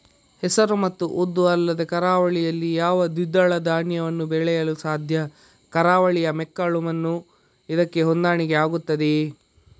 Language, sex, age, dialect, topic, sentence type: Kannada, male, 51-55, Coastal/Dakshin, agriculture, question